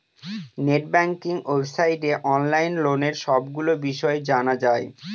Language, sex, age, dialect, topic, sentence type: Bengali, male, 25-30, Northern/Varendri, banking, statement